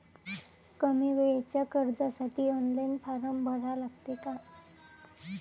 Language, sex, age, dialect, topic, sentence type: Marathi, female, 18-24, Varhadi, banking, question